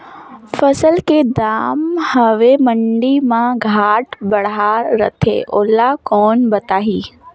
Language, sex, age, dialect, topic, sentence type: Chhattisgarhi, female, 18-24, Northern/Bhandar, agriculture, question